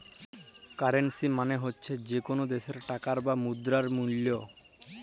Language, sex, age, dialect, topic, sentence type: Bengali, male, 18-24, Jharkhandi, banking, statement